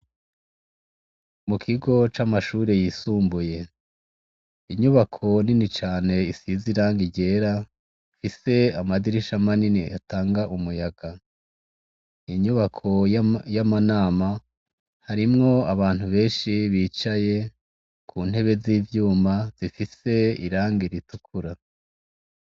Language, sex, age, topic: Rundi, male, 36-49, education